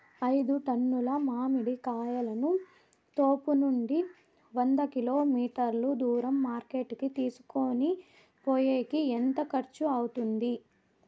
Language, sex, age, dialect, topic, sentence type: Telugu, female, 18-24, Southern, agriculture, question